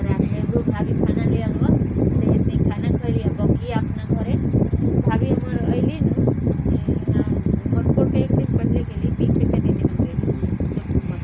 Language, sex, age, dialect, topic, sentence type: Bhojpuri, female, <18, Northern, agriculture, statement